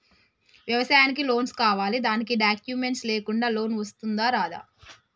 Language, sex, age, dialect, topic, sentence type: Telugu, male, 18-24, Telangana, banking, question